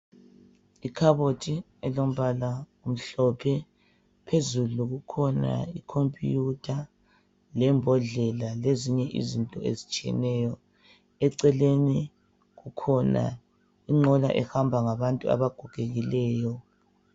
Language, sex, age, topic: North Ndebele, female, 25-35, health